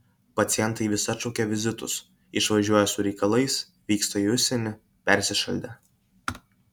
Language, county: Lithuanian, Kaunas